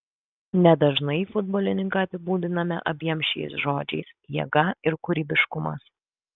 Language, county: Lithuanian, Kaunas